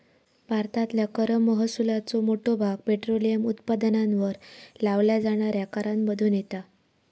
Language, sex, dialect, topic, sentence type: Marathi, female, Southern Konkan, banking, statement